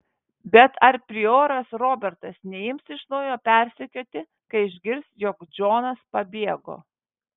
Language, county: Lithuanian, Vilnius